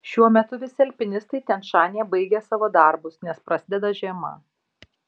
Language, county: Lithuanian, Šiauliai